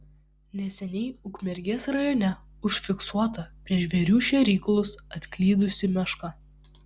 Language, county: Lithuanian, Vilnius